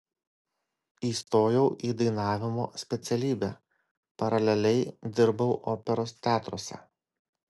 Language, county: Lithuanian, Kaunas